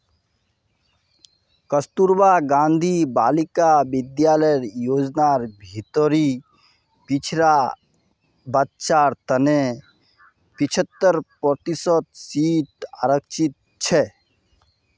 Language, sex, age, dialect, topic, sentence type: Magahi, male, 31-35, Northeastern/Surjapuri, banking, statement